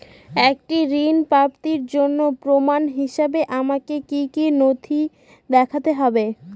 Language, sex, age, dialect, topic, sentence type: Bengali, female, 18-24, Northern/Varendri, banking, statement